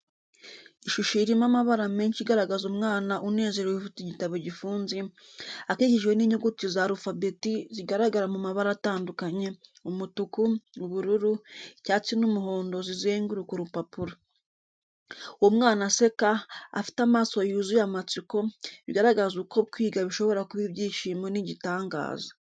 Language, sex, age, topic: Kinyarwanda, female, 25-35, education